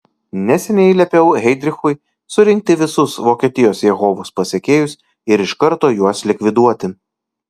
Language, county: Lithuanian, Kaunas